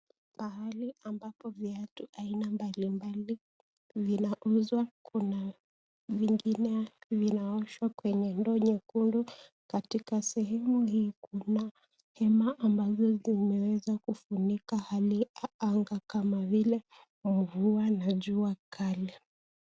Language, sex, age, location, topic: Swahili, female, 18-24, Kisii, finance